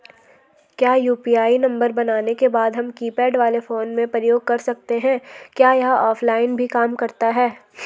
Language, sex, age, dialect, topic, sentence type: Hindi, female, 18-24, Garhwali, banking, question